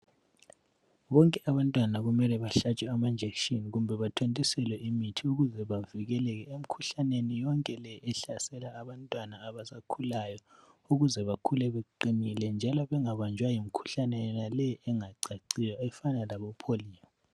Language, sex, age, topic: North Ndebele, male, 18-24, health